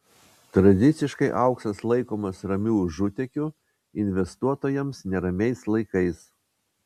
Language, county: Lithuanian, Vilnius